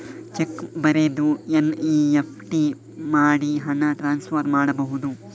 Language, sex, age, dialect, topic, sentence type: Kannada, male, 31-35, Coastal/Dakshin, banking, question